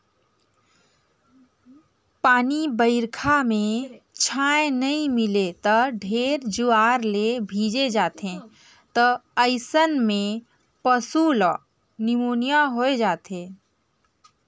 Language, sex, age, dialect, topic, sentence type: Chhattisgarhi, female, 18-24, Northern/Bhandar, agriculture, statement